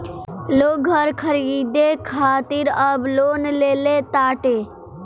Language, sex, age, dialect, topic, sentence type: Bhojpuri, male, 18-24, Northern, banking, statement